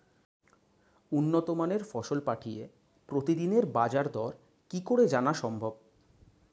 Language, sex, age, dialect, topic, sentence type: Bengali, male, 25-30, Standard Colloquial, agriculture, question